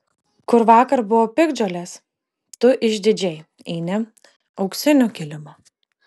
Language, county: Lithuanian, Kaunas